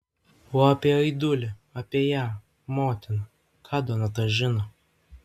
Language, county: Lithuanian, Vilnius